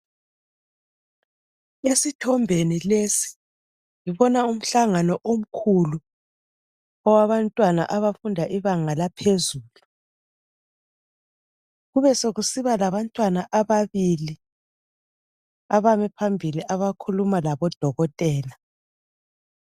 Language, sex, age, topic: North Ndebele, female, 36-49, education